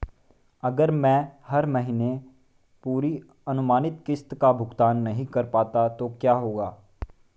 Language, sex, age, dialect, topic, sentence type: Hindi, male, 18-24, Marwari Dhudhari, banking, question